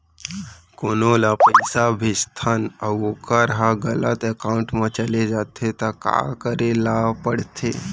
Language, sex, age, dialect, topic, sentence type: Chhattisgarhi, male, 18-24, Central, banking, question